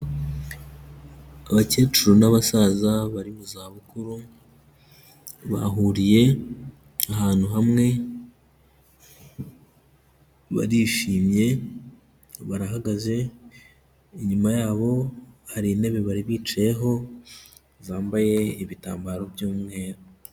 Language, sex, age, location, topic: Kinyarwanda, male, 18-24, Kigali, health